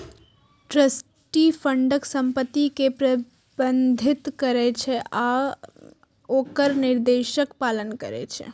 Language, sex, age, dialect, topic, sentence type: Maithili, female, 18-24, Eastern / Thethi, banking, statement